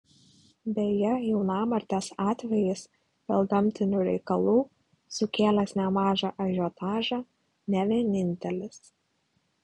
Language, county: Lithuanian, Klaipėda